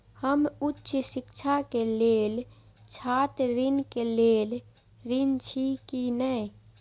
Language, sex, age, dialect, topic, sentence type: Maithili, female, 56-60, Eastern / Thethi, banking, statement